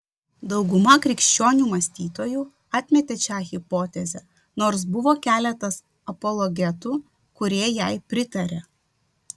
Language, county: Lithuanian, Vilnius